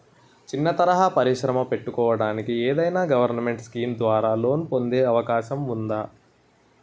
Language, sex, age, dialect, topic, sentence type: Telugu, male, 18-24, Utterandhra, banking, question